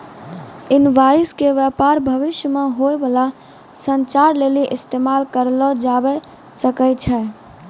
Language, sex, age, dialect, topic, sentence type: Maithili, female, 18-24, Angika, banking, statement